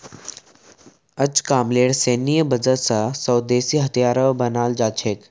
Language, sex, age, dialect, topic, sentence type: Magahi, male, 18-24, Northeastern/Surjapuri, banking, statement